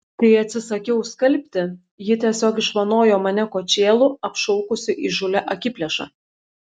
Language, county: Lithuanian, Šiauliai